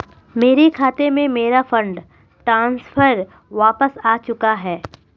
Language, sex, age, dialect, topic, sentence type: Hindi, female, 25-30, Marwari Dhudhari, banking, statement